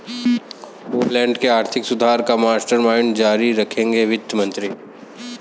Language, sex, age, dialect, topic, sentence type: Hindi, male, 18-24, Kanauji Braj Bhasha, banking, statement